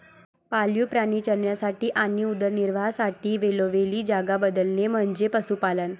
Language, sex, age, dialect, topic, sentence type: Marathi, female, 25-30, Varhadi, agriculture, statement